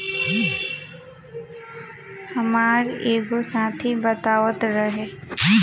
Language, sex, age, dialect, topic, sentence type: Bhojpuri, female, 18-24, Southern / Standard, agriculture, statement